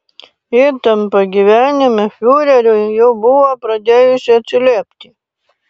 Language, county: Lithuanian, Panevėžys